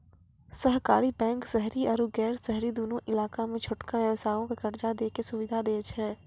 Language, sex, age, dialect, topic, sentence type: Maithili, female, 46-50, Angika, banking, statement